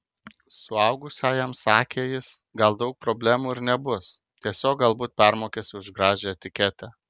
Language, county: Lithuanian, Kaunas